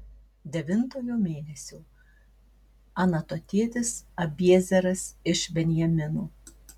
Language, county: Lithuanian, Marijampolė